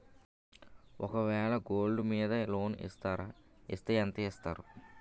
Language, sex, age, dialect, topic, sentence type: Telugu, male, 18-24, Utterandhra, banking, question